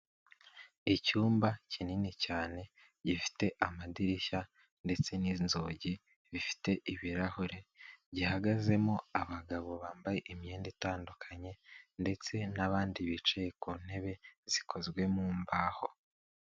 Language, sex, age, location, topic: Kinyarwanda, male, 18-24, Kigali, government